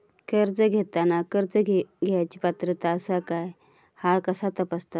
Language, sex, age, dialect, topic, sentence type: Marathi, female, 31-35, Southern Konkan, banking, question